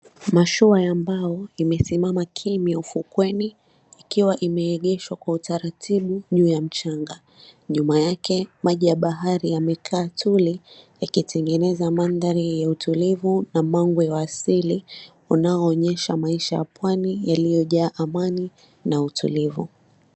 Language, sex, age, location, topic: Swahili, female, 25-35, Mombasa, government